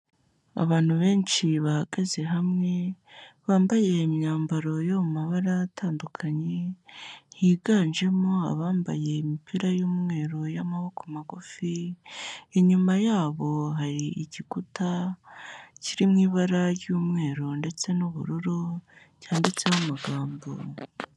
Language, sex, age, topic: Kinyarwanda, female, 18-24, health